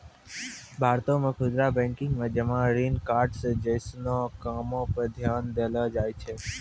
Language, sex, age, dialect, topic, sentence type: Maithili, male, 18-24, Angika, banking, statement